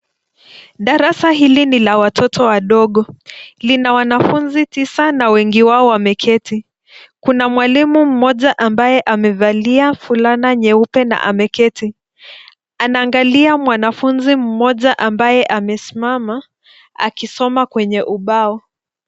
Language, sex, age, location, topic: Swahili, female, 25-35, Nairobi, education